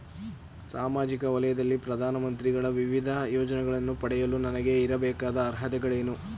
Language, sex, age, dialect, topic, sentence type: Kannada, female, 51-55, Mysore Kannada, banking, question